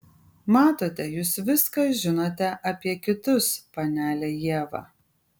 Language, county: Lithuanian, Kaunas